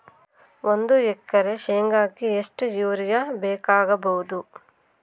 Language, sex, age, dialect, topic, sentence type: Kannada, female, 18-24, Central, agriculture, question